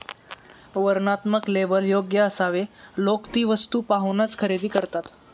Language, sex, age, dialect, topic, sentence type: Marathi, male, 18-24, Standard Marathi, banking, statement